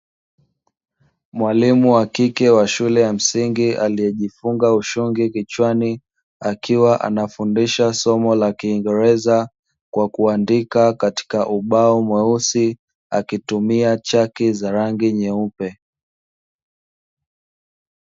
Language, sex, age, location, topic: Swahili, male, 25-35, Dar es Salaam, education